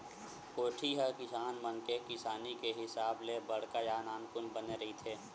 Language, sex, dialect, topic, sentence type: Chhattisgarhi, male, Western/Budati/Khatahi, agriculture, statement